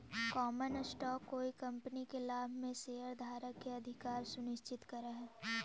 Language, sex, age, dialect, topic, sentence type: Magahi, female, 18-24, Central/Standard, banking, statement